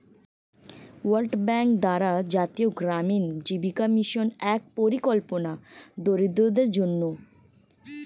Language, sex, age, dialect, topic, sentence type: Bengali, female, 18-24, Standard Colloquial, banking, statement